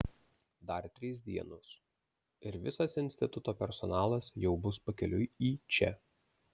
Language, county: Lithuanian, Vilnius